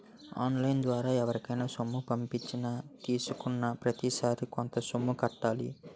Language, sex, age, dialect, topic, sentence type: Telugu, male, 18-24, Utterandhra, banking, statement